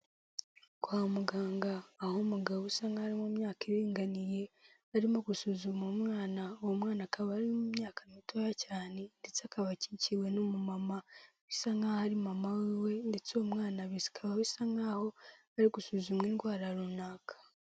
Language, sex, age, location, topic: Kinyarwanda, female, 18-24, Kigali, health